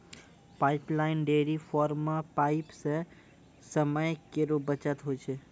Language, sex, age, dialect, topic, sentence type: Maithili, male, 18-24, Angika, agriculture, statement